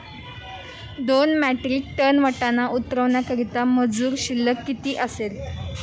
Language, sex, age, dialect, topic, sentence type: Marathi, female, 18-24, Standard Marathi, agriculture, question